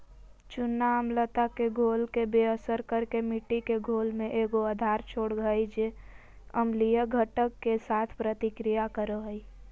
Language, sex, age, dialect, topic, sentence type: Magahi, female, 18-24, Southern, agriculture, statement